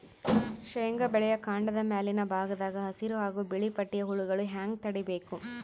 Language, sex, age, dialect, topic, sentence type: Kannada, female, 31-35, Northeastern, agriculture, question